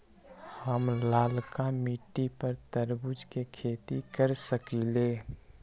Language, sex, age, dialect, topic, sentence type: Magahi, male, 25-30, Western, agriculture, question